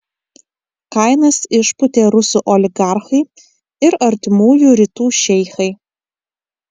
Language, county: Lithuanian, Kaunas